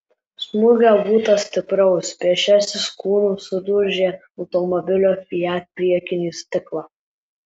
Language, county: Lithuanian, Alytus